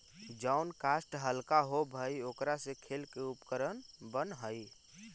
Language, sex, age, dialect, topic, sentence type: Magahi, male, 18-24, Central/Standard, banking, statement